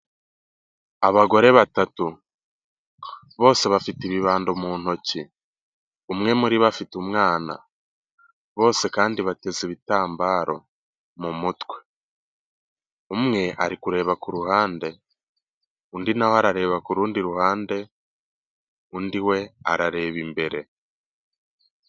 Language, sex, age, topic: Kinyarwanda, male, 18-24, health